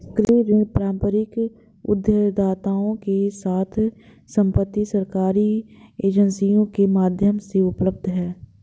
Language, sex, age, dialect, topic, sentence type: Hindi, female, 18-24, Marwari Dhudhari, agriculture, statement